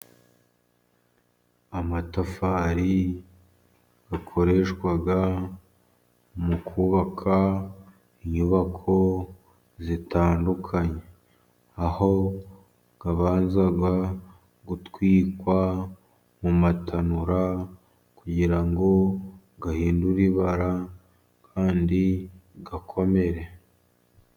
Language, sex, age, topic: Kinyarwanda, male, 50+, government